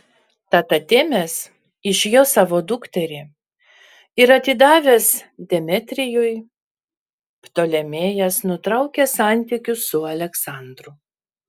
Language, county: Lithuanian, Vilnius